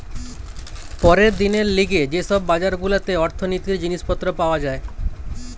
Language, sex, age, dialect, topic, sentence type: Bengali, male, 25-30, Western, banking, statement